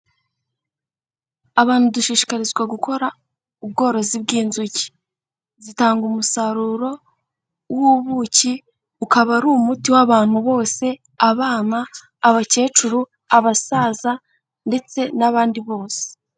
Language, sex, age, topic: Kinyarwanda, female, 18-24, health